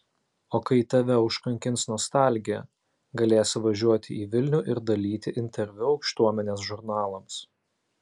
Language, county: Lithuanian, Alytus